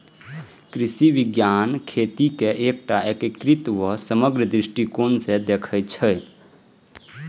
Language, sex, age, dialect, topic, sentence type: Maithili, male, 18-24, Eastern / Thethi, agriculture, statement